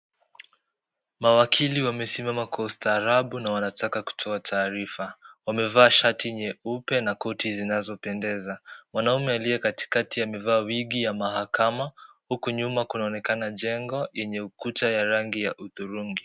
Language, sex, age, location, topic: Swahili, male, 18-24, Kisii, government